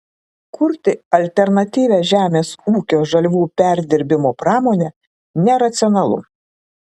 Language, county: Lithuanian, Klaipėda